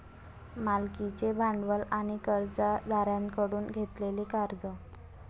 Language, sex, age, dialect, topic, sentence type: Marathi, female, 18-24, Varhadi, banking, statement